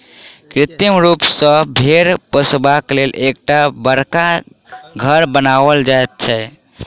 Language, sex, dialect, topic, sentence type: Maithili, male, Southern/Standard, agriculture, statement